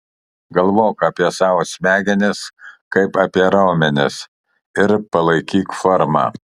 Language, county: Lithuanian, Kaunas